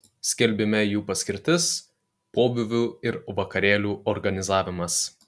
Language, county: Lithuanian, Kaunas